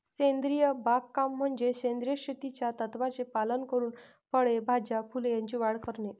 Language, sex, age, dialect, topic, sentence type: Marathi, female, 25-30, Varhadi, agriculture, statement